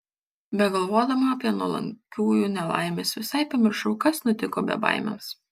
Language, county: Lithuanian, Kaunas